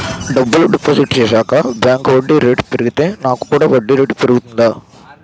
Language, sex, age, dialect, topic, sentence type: Telugu, male, 51-55, Utterandhra, banking, question